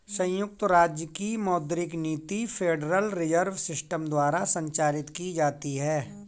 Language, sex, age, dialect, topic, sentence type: Hindi, male, 41-45, Kanauji Braj Bhasha, banking, statement